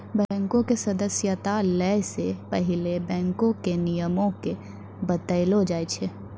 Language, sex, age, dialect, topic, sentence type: Maithili, female, 41-45, Angika, banking, statement